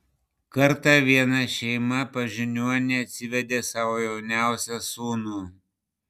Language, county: Lithuanian, Panevėžys